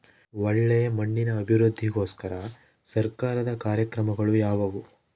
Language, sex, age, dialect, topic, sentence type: Kannada, male, 25-30, Central, agriculture, question